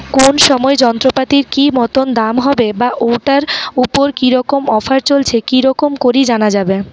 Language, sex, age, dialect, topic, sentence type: Bengali, female, 41-45, Rajbangshi, agriculture, question